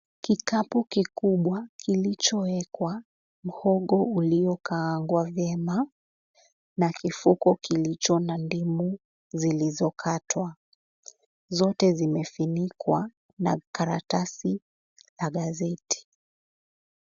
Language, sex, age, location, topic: Swahili, female, 18-24, Mombasa, agriculture